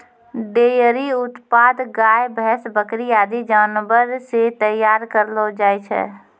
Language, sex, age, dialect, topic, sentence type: Maithili, female, 18-24, Angika, agriculture, statement